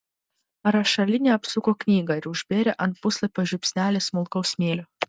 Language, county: Lithuanian, Vilnius